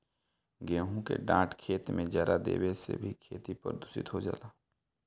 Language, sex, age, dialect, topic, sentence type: Bhojpuri, male, 18-24, Northern, agriculture, statement